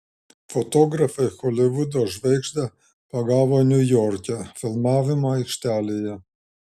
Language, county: Lithuanian, Šiauliai